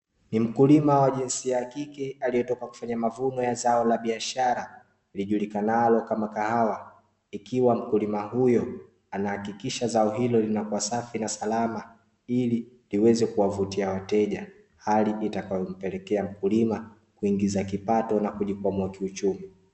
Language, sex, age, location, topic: Swahili, male, 25-35, Dar es Salaam, agriculture